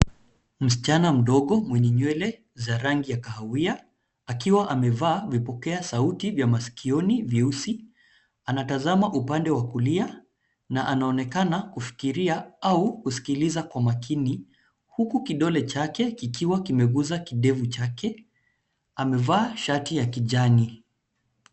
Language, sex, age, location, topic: Swahili, male, 25-35, Nairobi, education